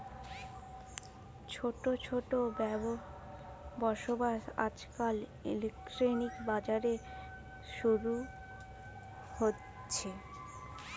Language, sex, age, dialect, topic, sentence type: Bengali, female, 18-24, Western, banking, statement